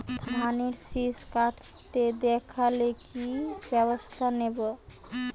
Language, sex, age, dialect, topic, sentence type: Bengali, female, 18-24, Western, agriculture, question